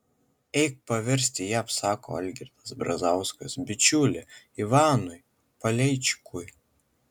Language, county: Lithuanian, Kaunas